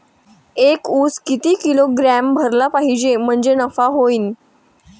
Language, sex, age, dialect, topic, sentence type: Marathi, female, 18-24, Varhadi, agriculture, question